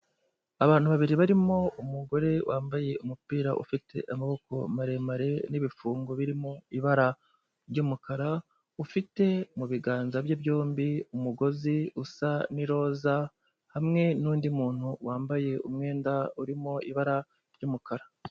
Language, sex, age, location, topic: Kinyarwanda, male, 25-35, Kigali, health